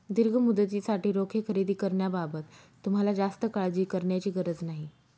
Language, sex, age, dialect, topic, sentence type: Marathi, female, 36-40, Northern Konkan, banking, statement